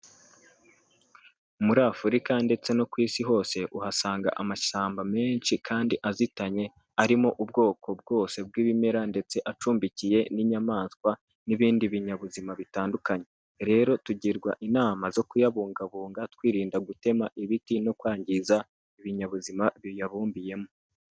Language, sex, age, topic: Kinyarwanda, male, 18-24, health